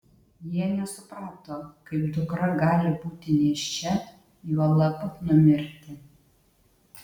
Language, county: Lithuanian, Utena